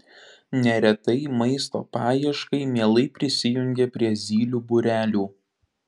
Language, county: Lithuanian, Panevėžys